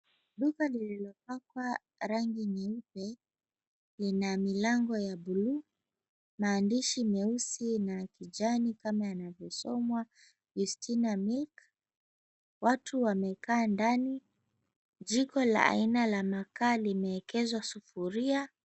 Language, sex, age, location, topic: Swahili, female, 25-35, Mombasa, finance